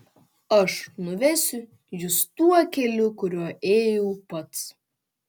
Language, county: Lithuanian, Panevėžys